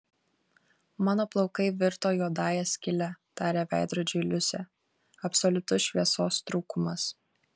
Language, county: Lithuanian, Kaunas